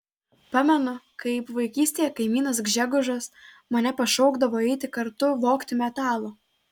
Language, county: Lithuanian, Telšiai